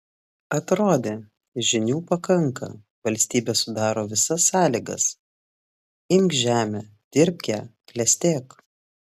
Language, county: Lithuanian, Klaipėda